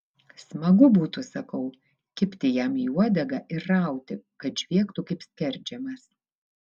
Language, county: Lithuanian, Vilnius